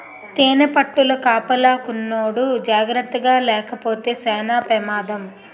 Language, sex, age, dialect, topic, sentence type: Telugu, female, 56-60, Utterandhra, agriculture, statement